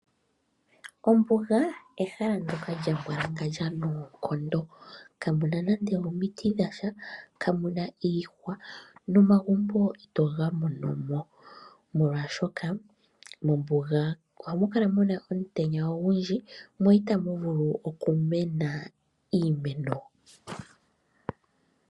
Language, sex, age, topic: Oshiwambo, female, 25-35, agriculture